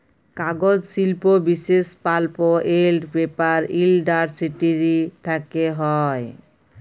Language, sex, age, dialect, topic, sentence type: Bengali, female, 36-40, Jharkhandi, agriculture, statement